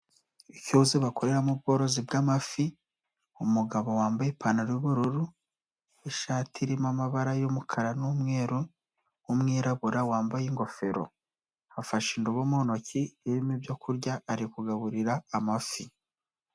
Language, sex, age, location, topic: Kinyarwanda, male, 18-24, Nyagatare, agriculture